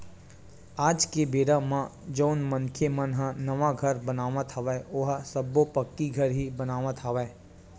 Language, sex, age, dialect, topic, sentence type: Chhattisgarhi, male, 18-24, Western/Budati/Khatahi, banking, statement